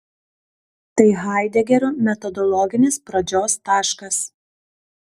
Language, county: Lithuanian, Kaunas